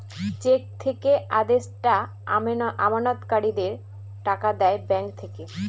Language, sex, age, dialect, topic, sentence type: Bengali, female, 36-40, Northern/Varendri, banking, statement